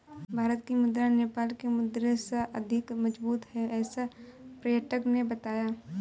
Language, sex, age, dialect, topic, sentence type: Hindi, female, 18-24, Marwari Dhudhari, banking, statement